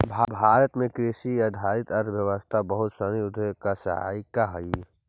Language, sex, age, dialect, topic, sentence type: Magahi, male, 51-55, Central/Standard, agriculture, statement